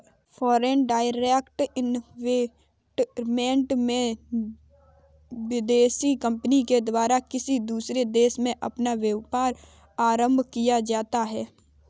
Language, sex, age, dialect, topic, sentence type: Hindi, female, 18-24, Kanauji Braj Bhasha, banking, statement